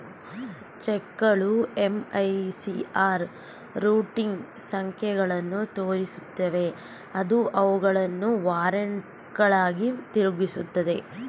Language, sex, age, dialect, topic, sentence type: Kannada, female, 25-30, Mysore Kannada, banking, statement